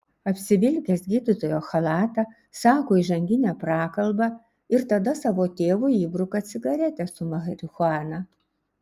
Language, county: Lithuanian, Šiauliai